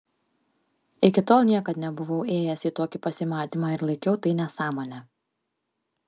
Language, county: Lithuanian, Panevėžys